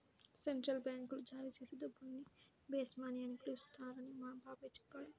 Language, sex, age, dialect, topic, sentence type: Telugu, female, 18-24, Central/Coastal, banking, statement